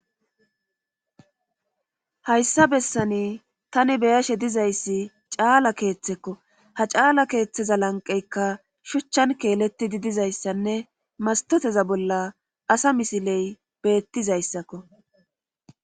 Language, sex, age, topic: Gamo, female, 25-35, government